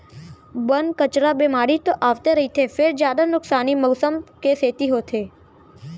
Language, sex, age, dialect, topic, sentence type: Chhattisgarhi, male, 46-50, Central, agriculture, statement